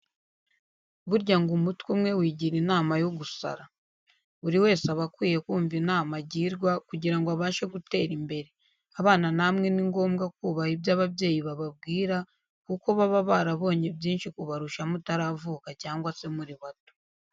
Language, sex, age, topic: Kinyarwanda, female, 18-24, education